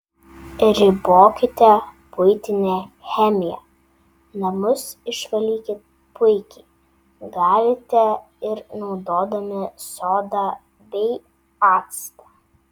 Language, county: Lithuanian, Vilnius